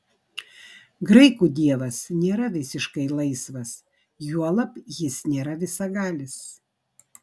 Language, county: Lithuanian, Vilnius